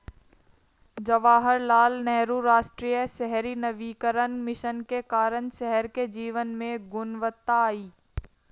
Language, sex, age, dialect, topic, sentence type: Hindi, female, 60-100, Marwari Dhudhari, banking, statement